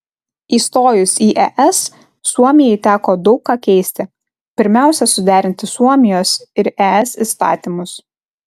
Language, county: Lithuanian, Kaunas